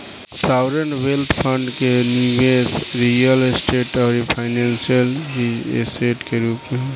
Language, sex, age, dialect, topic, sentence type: Bhojpuri, male, 18-24, Southern / Standard, banking, statement